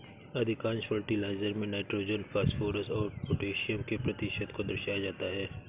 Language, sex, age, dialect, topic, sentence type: Hindi, male, 56-60, Awadhi Bundeli, agriculture, statement